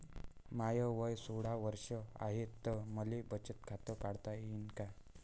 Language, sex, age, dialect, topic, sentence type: Marathi, male, 51-55, Varhadi, banking, question